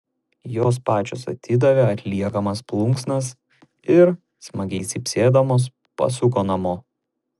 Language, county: Lithuanian, Šiauliai